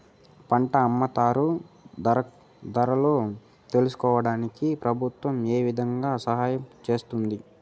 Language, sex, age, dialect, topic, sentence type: Telugu, male, 18-24, Southern, agriculture, question